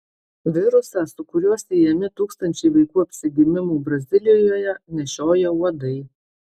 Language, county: Lithuanian, Marijampolė